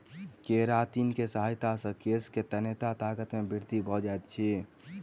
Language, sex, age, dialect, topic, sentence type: Maithili, male, 18-24, Southern/Standard, agriculture, statement